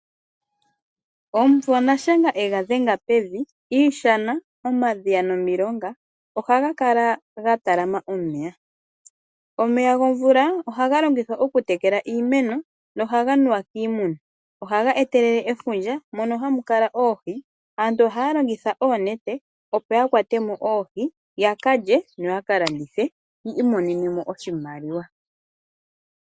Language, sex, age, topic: Oshiwambo, female, 25-35, agriculture